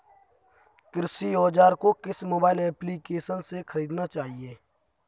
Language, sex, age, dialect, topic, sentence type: Hindi, male, 25-30, Kanauji Braj Bhasha, agriculture, question